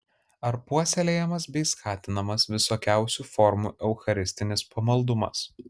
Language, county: Lithuanian, Kaunas